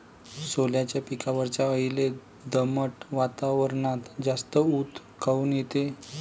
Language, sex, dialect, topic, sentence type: Marathi, male, Varhadi, agriculture, question